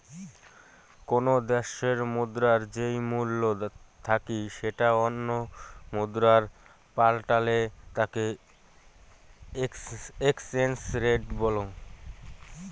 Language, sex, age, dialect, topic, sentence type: Bengali, male, <18, Rajbangshi, banking, statement